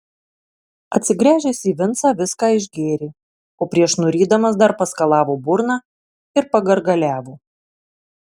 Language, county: Lithuanian, Marijampolė